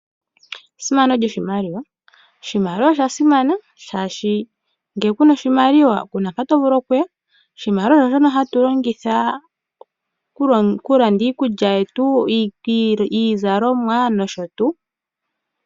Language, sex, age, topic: Oshiwambo, female, 25-35, finance